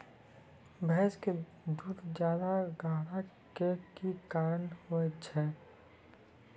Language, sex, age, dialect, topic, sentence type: Maithili, male, 18-24, Angika, agriculture, question